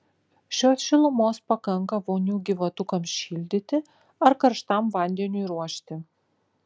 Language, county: Lithuanian, Kaunas